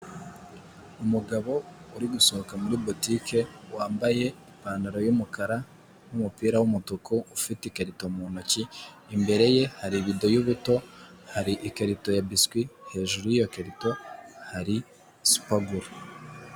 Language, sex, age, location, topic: Kinyarwanda, male, 18-24, Nyagatare, finance